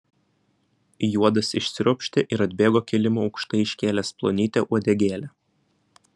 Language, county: Lithuanian, Vilnius